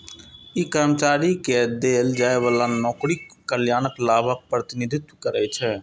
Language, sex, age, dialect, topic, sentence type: Maithili, male, 25-30, Eastern / Thethi, banking, statement